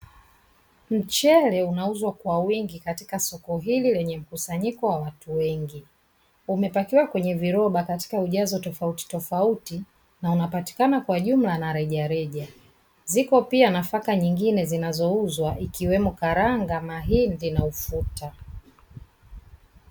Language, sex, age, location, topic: Swahili, female, 36-49, Dar es Salaam, finance